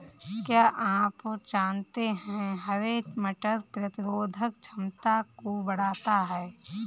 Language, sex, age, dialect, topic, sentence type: Hindi, female, 25-30, Kanauji Braj Bhasha, agriculture, statement